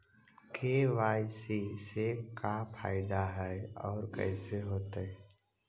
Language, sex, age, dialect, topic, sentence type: Magahi, male, 60-100, Central/Standard, banking, question